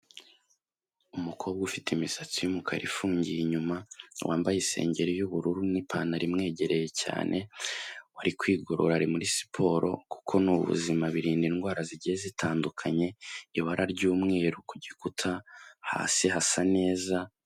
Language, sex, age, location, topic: Kinyarwanda, male, 18-24, Kigali, health